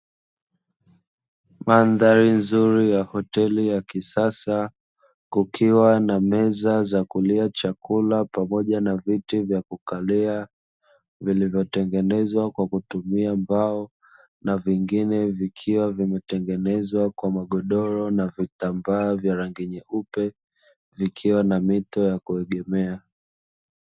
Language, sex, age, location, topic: Swahili, male, 25-35, Dar es Salaam, finance